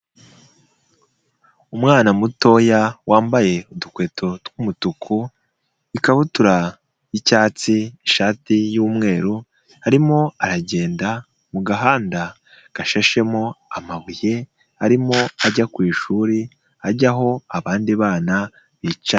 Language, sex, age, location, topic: Kinyarwanda, male, 18-24, Nyagatare, education